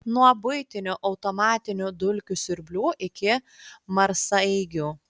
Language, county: Lithuanian, Klaipėda